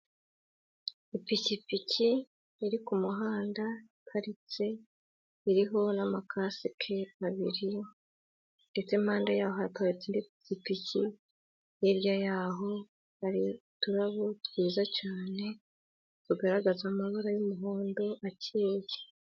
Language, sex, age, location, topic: Kinyarwanda, female, 18-24, Gakenke, government